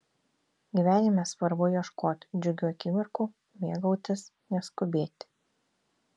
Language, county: Lithuanian, Vilnius